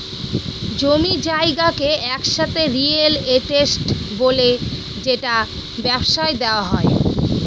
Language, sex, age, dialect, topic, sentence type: Bengali, female, 25-30, Northern/Varendri, banking, statement